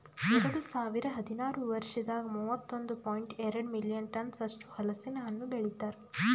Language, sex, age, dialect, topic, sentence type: Kannada, female, 18-24, Northeastern, agriculture, statement